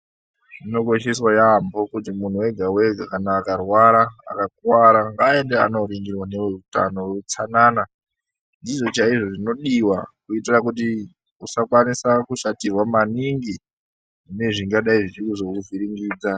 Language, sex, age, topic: Ndau, male, 18-24, health